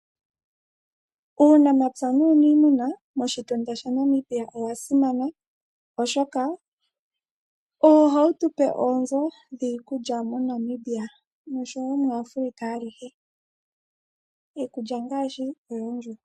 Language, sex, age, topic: Oshiwambo, female, 18-24, agriculture